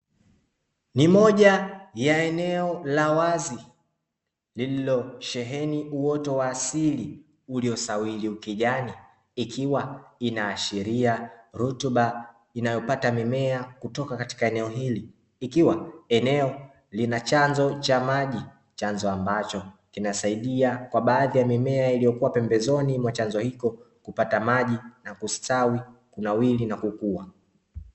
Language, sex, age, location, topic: Swahili, male, 25-35, Dar es Salaam, agriculture